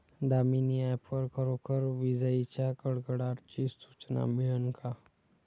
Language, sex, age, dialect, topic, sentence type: Marathi, female, 18-24, Varhadi, agriculture, question